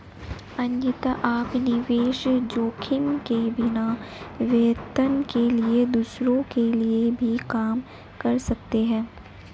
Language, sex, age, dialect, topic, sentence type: Hindi, male, 18-24, Marwari Dhudhari, banking, statement